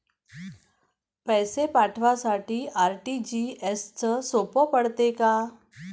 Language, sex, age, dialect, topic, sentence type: Marathi, female, 41-45, Varhadi, banking, question